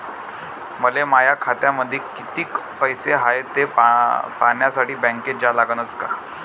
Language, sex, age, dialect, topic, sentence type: Marathi, male, 25-30, Varhadi, banking, question